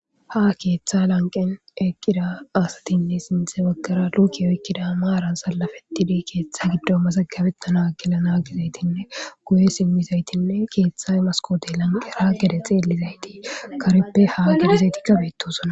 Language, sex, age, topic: Gamo, female, 25-35, government